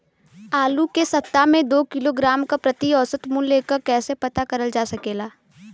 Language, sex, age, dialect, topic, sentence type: Bhojpuri, female, 18-24, Western, agriculture, question